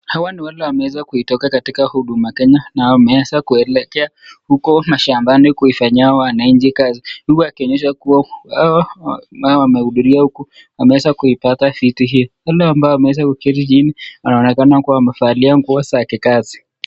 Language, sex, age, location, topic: Swahili, male, 25-35, Nakuru, government